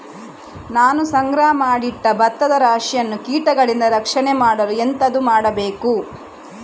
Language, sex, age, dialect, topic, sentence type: Kannada, female, 25-30, Coastal/Dakshin, agriculture, question